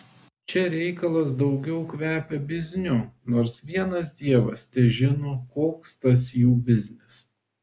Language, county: Lithuanian, Vilnius